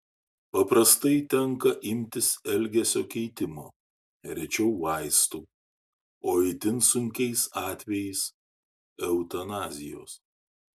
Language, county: Lithuanian, Šiauliai